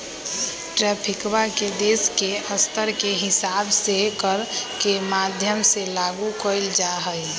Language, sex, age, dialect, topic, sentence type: Magahi, female, 18-24, Western, banking, statement